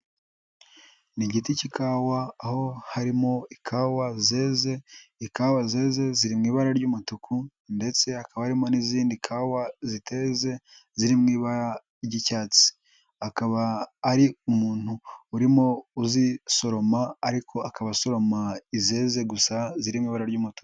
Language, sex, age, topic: Kinyarwanda, male, 18-24, agriculture